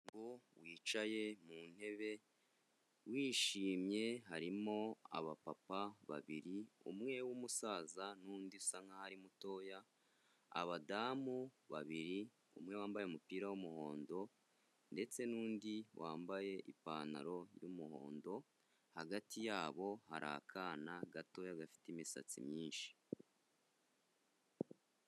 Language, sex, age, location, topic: Kinyarwanda, male, 25-35, Kigali, health